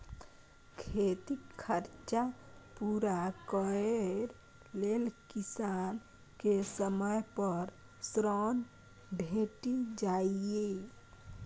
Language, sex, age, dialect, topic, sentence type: Maithili, female, 18-24, Bajjika, agriculture, statement